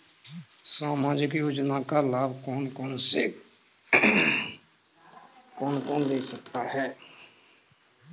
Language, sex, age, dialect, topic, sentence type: Hindi, male, 36-40, Kanauji Braj Bhasha, banking, question